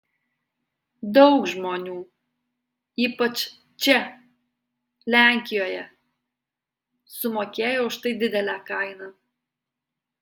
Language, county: Lithuanian, Alytus